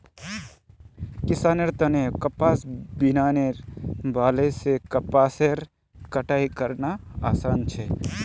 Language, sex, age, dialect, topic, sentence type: Magahi, male, 31-35, Northeastern/Surjapuri, agriculture, statement